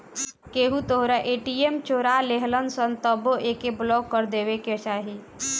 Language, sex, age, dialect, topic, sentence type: Bhojpuri, female, 18-24, Northern, banking, statement